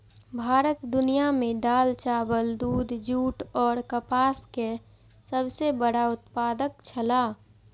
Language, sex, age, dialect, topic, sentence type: Maithili, female, 56-60, Eastern / Thethi, agriculture, statement